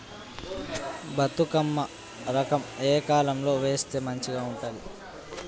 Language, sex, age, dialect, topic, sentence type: Telugu, male, 18-24, Telangana, agriculture, question